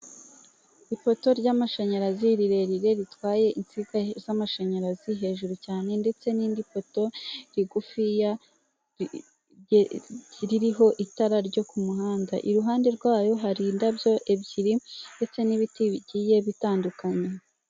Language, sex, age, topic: Kinyarwanda, female, 18-24, government